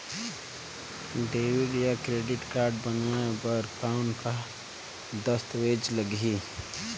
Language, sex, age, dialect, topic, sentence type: Chhattisgarhi, male, 18-24, Northern/Bhandar, banking, question